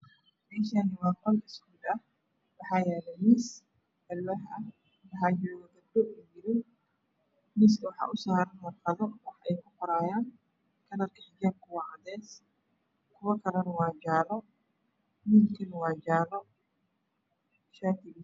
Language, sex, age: Somali, female, 25-35